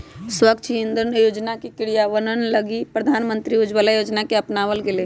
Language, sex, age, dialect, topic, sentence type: Magahi, male, 18-24, Western, agriculture, statement